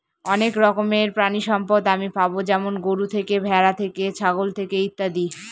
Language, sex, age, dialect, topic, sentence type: Bengali, female, 18-24, Northern/Varendri, agriculture, statement